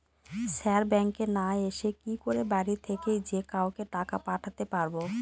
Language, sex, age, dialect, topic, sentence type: Bengali, female, 18-24, Northern/Varendri, banking, question